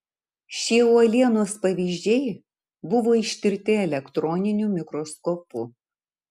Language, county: Lithuanian, Marijampolė